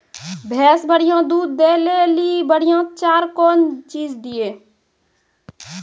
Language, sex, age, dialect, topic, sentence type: Maithili, female, 18-24, Angika, agriculture, question